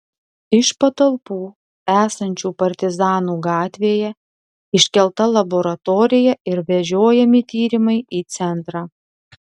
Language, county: Lithuanian, Telšiai